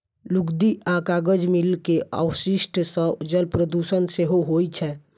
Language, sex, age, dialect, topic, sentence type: Maithili, male, 25-30, Eastern / Thethi, agriculture, statement